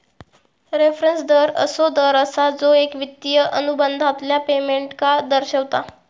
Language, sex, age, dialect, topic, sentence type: Marathi, female, 18-24, Southern Konkan, banking, statement